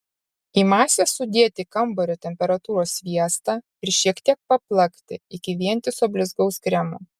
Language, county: Lithuanian, Šiauliai